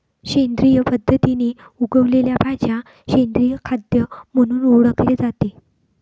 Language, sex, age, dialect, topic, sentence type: Marathi, female, 60-100, Northern Konkan, agriculture, statement